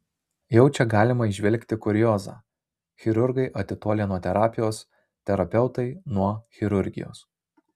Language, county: Lithuanian, Marijampolė